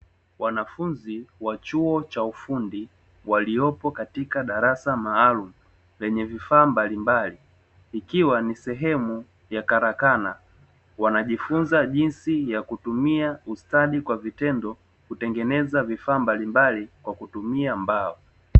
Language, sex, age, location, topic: Swahili, male, 25-35, Dar es Salaam, education